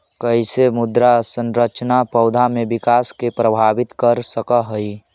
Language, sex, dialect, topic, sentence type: Magahi, male, Central/Standard, agriculture, statement